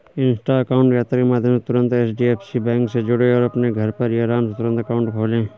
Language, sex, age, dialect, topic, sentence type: Hindi, male, 25-30, Awadhi Bundeli, banking, statement